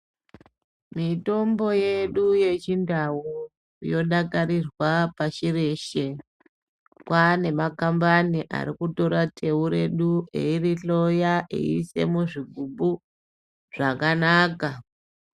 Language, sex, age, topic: Ndau, male, 25-35, health